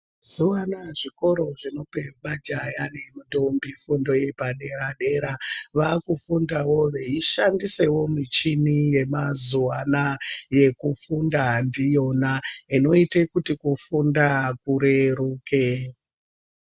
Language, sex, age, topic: Ndau, female, 25-35, education